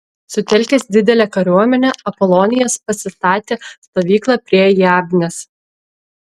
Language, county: Lithuanian, Klaipėda